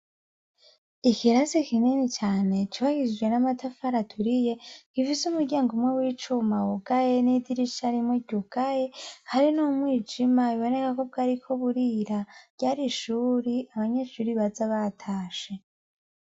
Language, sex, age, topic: Rundi, female, 25-35, education